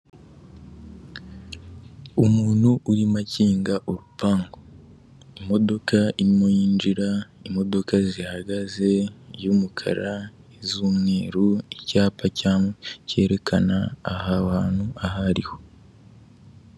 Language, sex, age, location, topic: Kinyarwanda, male, 18-24, Kigali, government